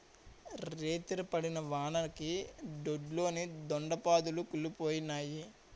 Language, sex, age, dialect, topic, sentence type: Telugu, male, 18-24, Utterandhra, agriculture, statement